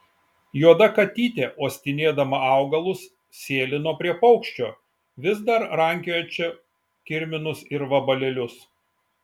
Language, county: Lithuanian, Šiauliai